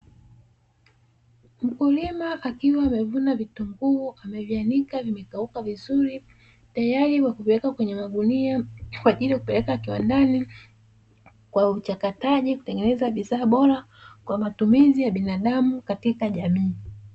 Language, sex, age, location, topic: Swahili, female, 25-35, Dar es Salaam, agriculture